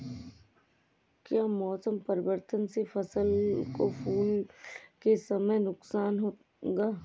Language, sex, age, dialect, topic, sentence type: Hindi, female, 31-35, Awadhi Bundeli, agriculture, question